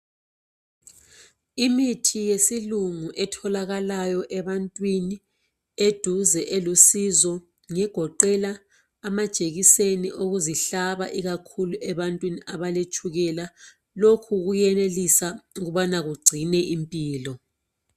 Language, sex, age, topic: North Ndebele, female, 36-49, health